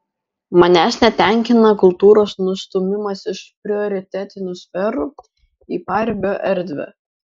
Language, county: Lithuanian, Kaunas